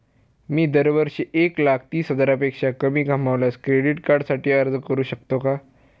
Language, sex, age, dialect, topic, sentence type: Marathi, male, <18, Standard Marathi, banking, question